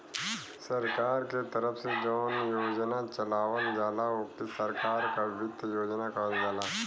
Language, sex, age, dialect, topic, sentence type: Bhojpuri, male, 25-30, Western, banking, statement